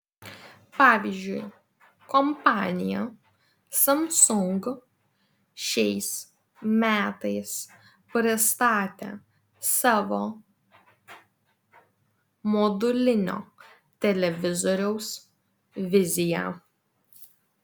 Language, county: Lithuanian, Vilnius